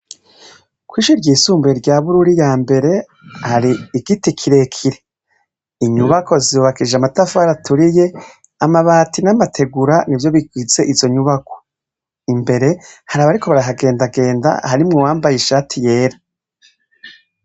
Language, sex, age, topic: Rundi, female, 25-35, education